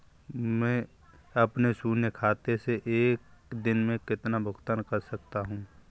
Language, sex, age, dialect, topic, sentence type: Hindi, male, 51-55, Kanauji Braj Bhasha, banking, question